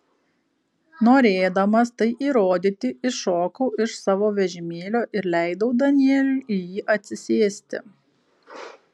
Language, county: Lithuanian, Kaunas